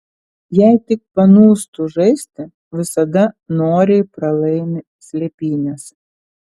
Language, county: Lithuanian, Telšiai